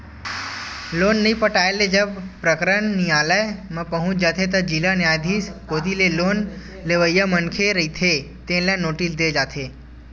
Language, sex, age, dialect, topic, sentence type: Chhattisgarhi, male, 18-24, Western/Budati/Khatahi, banking, statement